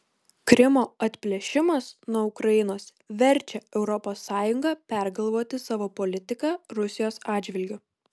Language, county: Lithuanian, Kaunas